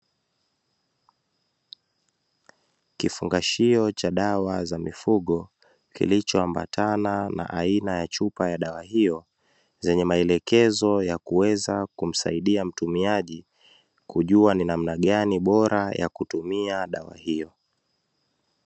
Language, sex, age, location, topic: Swahili, male, 25-35, Dar es Salaam, agriculture